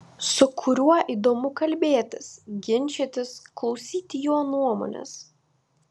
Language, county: Lithuanian, Vilnius